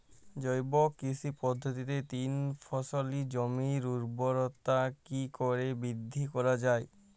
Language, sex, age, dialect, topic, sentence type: Bengali, male, 18-24, Jharkhandi, agriculture, question